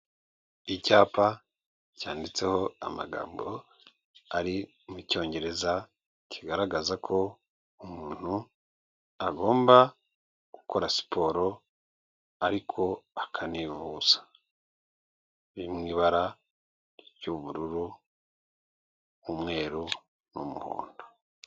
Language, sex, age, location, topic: Kinyarwanda, male, 36-49, Kigali, health